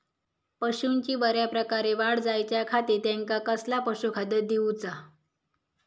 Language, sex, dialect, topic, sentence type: Marathi, female, Southern Konkan, agriculture, question